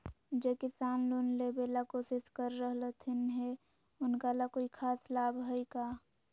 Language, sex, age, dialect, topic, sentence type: Magahi, female, 18-24, Southern, agriculture, statement